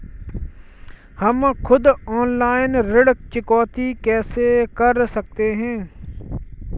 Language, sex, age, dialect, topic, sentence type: Hindi, male, 46-50, Kanauji Braj Bhasha, banking, question